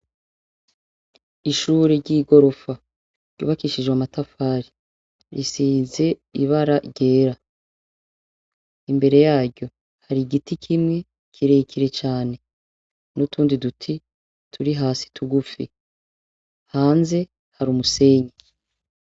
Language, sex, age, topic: Rundi, female, 36-49, education